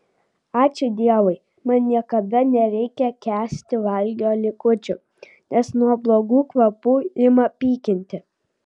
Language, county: Lithuanian, Vilnius